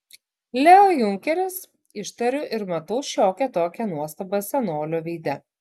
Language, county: Lithuanian, Klaipėda